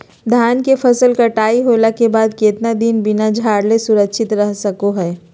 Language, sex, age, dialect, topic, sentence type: Magahi, female, 36-40, Southern, agriculture, question